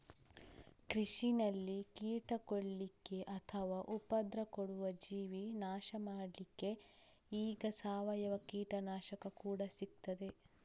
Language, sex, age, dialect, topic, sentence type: Kannada, female, 36-40, Coastal/Dakshin, agriculture, statement